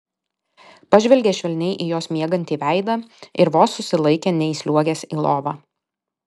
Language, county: Lithuanian, Alytus